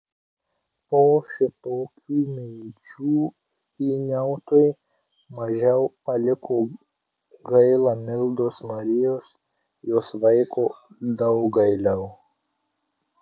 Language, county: Lithuanian, Vilnius